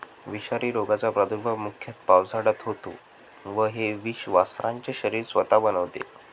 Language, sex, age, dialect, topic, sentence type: Marathi, male, 18-24, Northern Konkan, agriculture, statement